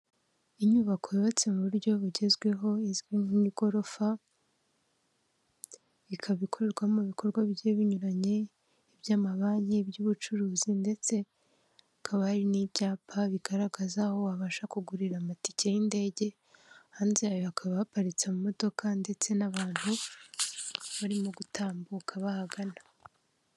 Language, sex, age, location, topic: Kinyarwanda, female, 18-24, Kigali, government